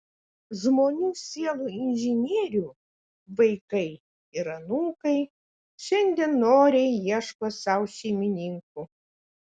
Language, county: Lithuanian, Kaunas